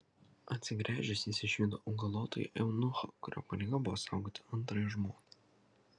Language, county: Lithuanian, Kaunas